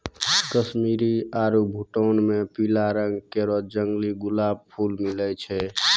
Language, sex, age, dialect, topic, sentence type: Maithili, male, 18-24, Angika, agriculture, statement